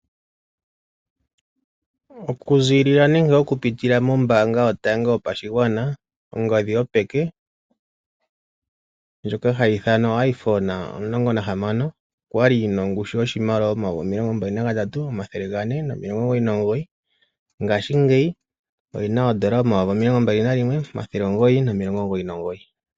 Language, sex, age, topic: Oshiwambo, male, 36-49, finance